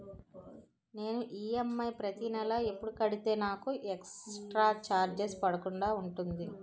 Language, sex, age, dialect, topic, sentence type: Telugu, female, 18-24, Utterandhra, banking, question